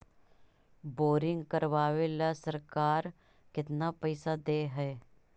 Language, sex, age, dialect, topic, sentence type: Magahi, female, 36-40, Central/Standard, agriculture, question